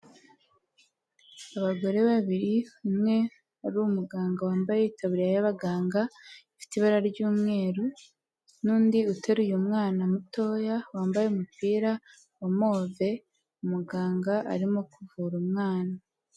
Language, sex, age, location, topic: Kinyarwanda, female, 18-24, Huye, health